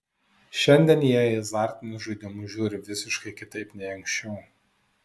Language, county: Lithuanian, Vilnius